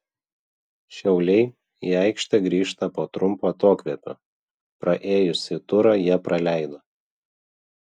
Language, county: Lithuanian, Vilnius